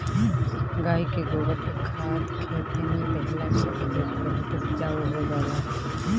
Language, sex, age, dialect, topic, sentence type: Bhojpuri, female, 25-30, Northern, agriculture, statement